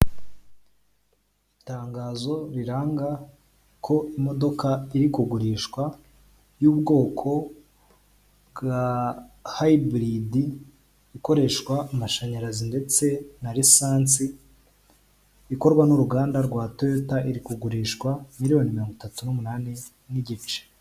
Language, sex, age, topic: Kinyarwanda, male, 18-24, finance